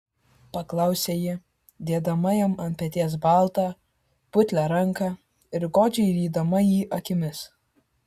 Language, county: Lithuanian, Kaunas